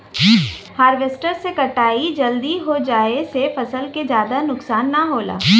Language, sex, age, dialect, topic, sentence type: Bhojpuri, female, 18-24, Western, agriculture, statement